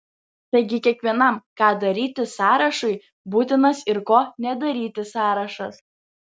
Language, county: Lithuanian, Vilnius